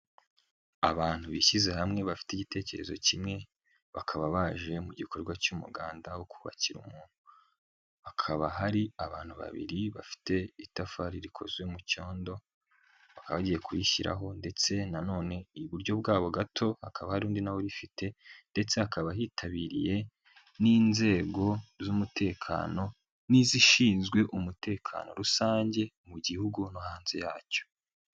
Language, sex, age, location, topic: Kinyarwanda, male, 18-24, Nyagatare, government